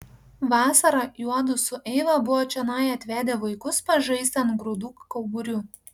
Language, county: Lithuanian, Panevėžys